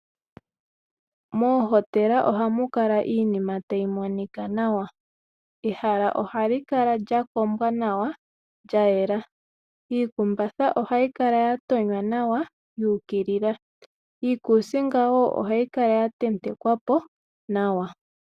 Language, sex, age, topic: Oshiwambo, female, 18-24, finance